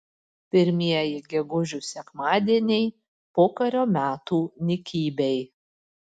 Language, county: Lithuanian, Panevėžys